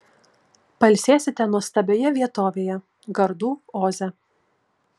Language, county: Lithuanian, Kaunas